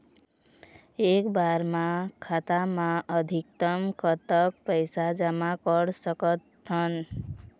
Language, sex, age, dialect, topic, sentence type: Chhattisgarhi, female, 18-24, Eastern, banking, question